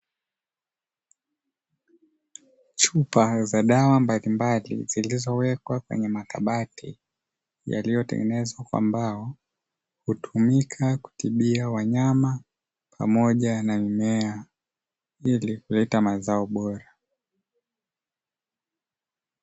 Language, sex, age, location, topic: Swahili, male, 25-35, Dar es Salaam, agriculture